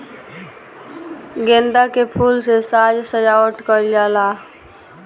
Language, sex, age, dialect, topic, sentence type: Bhojpuri, female, 18-24, Southern / Standard, agriculture, statement